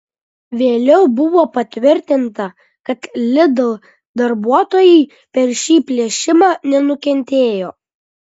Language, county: Lithuanian, Kaunas